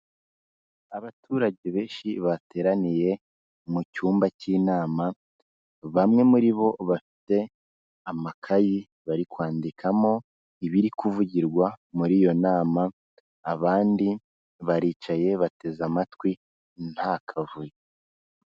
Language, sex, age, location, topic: Kinyarwanda, male, 18-24, Kigali, health